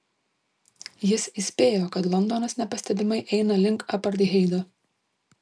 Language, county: Lithuanian, Šiauliai